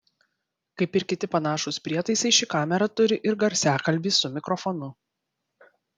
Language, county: Lithuanian, Vilnius